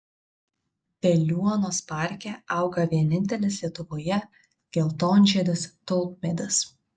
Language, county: Lithuanian, Vilnius